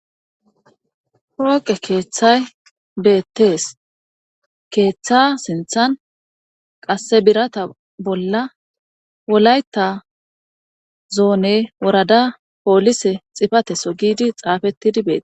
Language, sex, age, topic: Gamo, male, 25-35, government